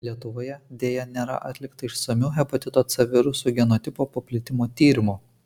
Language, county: Lithuanian, Kaunas